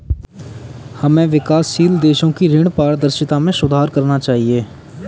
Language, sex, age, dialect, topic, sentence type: Hindi, male, 18-24, Kanauji Braj Bhasha, banking, statement